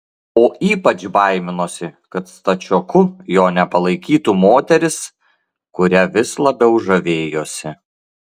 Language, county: Lithuanian, Klaipėda